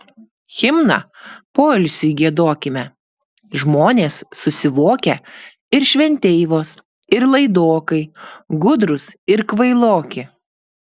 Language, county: Lithuanian, Klaipėda